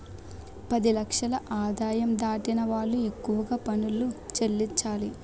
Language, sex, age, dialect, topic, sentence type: Telugu, female, 60-100, Utterandhra, banking, statement